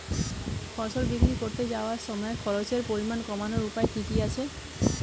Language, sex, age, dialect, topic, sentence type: Bengali, female, 31-35, Standard Colloquial, agriculture, question